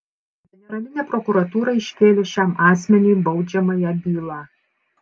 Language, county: Lithuanian, Panevėžys